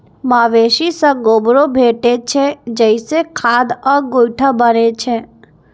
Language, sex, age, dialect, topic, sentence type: Maithili, female, 18-24, Eastern / Thethi, agriculture, statement